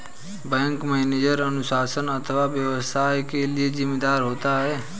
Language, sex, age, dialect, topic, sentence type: Hindi, male, 18-24, Hindustani Malvi Khadi Boli, banking, statement